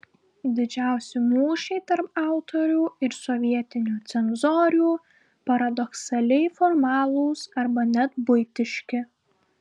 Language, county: Lithuanian, Klaipėda